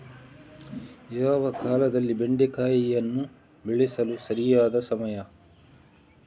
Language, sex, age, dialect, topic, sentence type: Kannada, male, 25-30, Coastal/Dakshin, agriculture, question